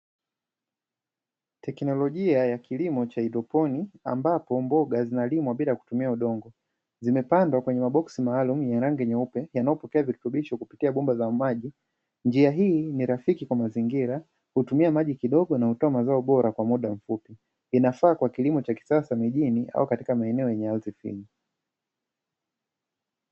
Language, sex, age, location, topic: Swahili, male, 36-49, Dar es Salaam, agriculture